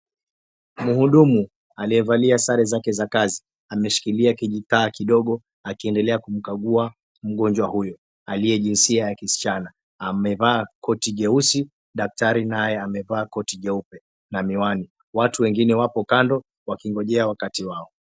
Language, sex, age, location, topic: Swahili, male, 25-35, Mombasa, health